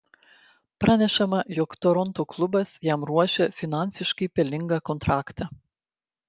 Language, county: Lithuanian, Klaipėda